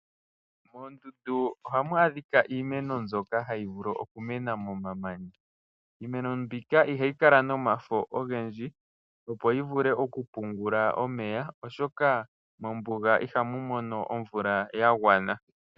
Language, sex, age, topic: Oshiwambo, male, 18-24, agriculture